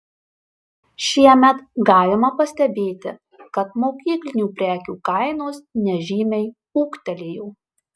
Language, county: Lithuanian, Marijampolė